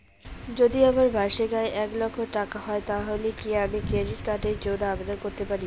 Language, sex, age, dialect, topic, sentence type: Bengali, female, 25-30, Rajbangshi, banking, question